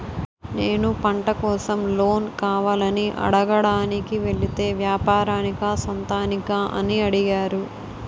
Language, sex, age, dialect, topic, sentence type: Telugu, female, 18-24, Utterandhra, banking, statement